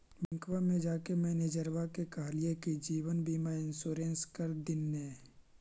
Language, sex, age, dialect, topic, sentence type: Magahi, male, 18-24, Central/Standard, banking, question